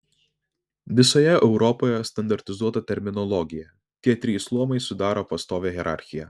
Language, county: Lithuanian, Vilnius